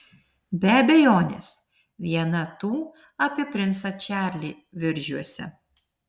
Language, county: Lithuanian, Vilnius